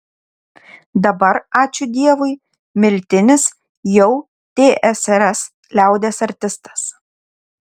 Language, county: Lithuanian, Šiauliai